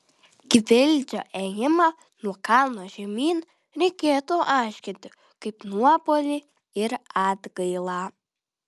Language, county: Lithuanian, Vilnius